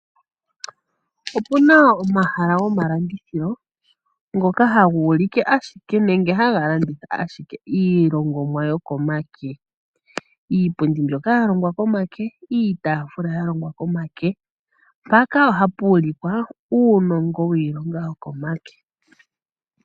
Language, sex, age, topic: Oshiwambo, female, 25-35, finance